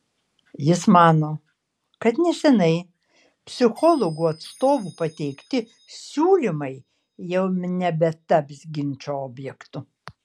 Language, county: Lithuanian, Kaunas